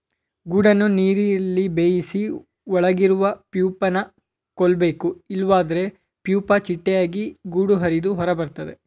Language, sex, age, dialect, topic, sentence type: Kannada, male, 18-24, Mysore Kannada, agriculture, statement